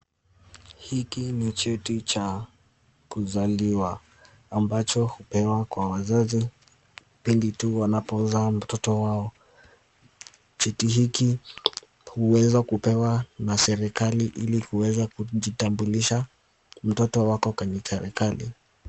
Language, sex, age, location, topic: Swahili, male, 18-24, Kisumu, government